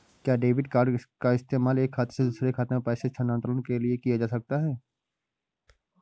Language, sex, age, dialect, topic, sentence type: Hindi, male, 18-24, Awadhi Bundeli, banking, question